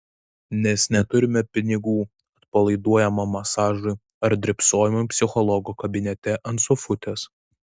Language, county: Lithuanian, Vilnius